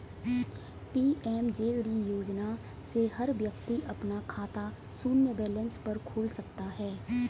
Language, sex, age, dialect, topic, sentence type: Hindi, female, 18-24, Kanauji Braj Bhasha, banking, statement